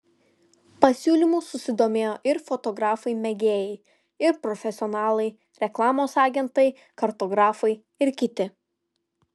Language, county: Lithuanian, Vilnius